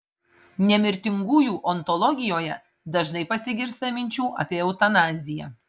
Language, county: Lithuanian, Marijampolė